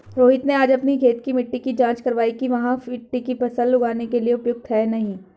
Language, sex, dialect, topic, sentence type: Hindi, female, Hindustani Malvi Khadi Boli, agriculture, statement